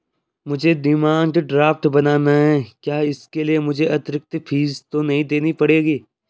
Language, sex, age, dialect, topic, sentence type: Hindi, male, 18-24, Garhwali, banking, question